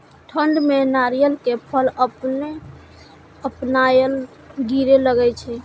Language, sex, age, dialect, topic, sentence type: Maithili, female, 51-55, Eastern / Thethi, agriculture, question